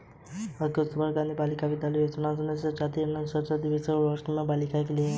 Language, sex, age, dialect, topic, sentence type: Hindi, male, 18-24, Hindustani Malvi Khadi Boli, banking, statement